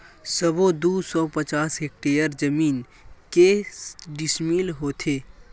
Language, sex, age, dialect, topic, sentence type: Chhattisgarhi, male, 18-24, Western/Budati/Khatahi, agriculture, question